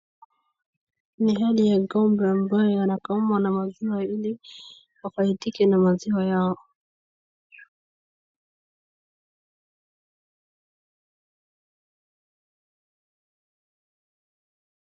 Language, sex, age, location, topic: Swahili, female, 25-35, Wajir, agriculture